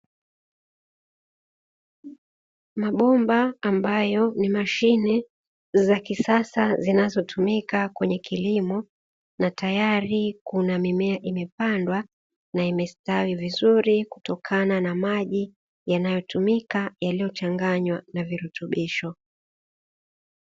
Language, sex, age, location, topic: Swahili, female, 25-35, Dar es Salaam, agriculture